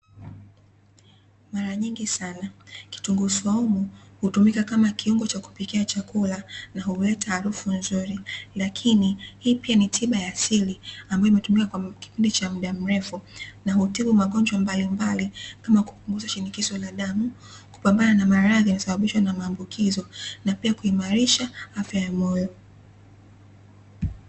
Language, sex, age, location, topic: Swahili, female, 18-24, Dar es Salaam, health